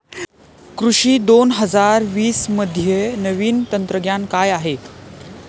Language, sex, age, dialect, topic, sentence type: Marathi, male, 18-24, Standard Marathi, agriculture, question